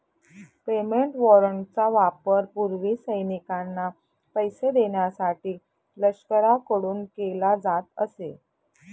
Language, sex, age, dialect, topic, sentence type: Marathi, female, 31-35, Northern Konkan, banking, statement